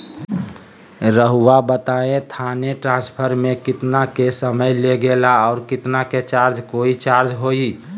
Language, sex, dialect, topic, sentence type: Magahi, male, Southern, banking, question